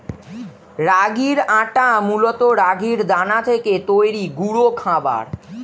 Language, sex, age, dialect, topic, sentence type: Bengali, male, 46-50, Standard Colloquial, agriculture, statement